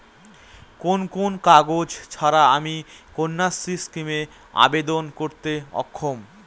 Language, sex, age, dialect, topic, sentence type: Bengali, male, 25-30, Northern/Varendri, banking, question